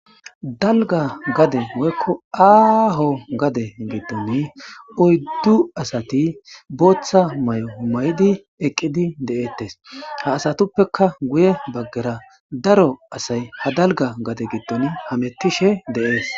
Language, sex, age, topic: Gamo, male, 25-35, government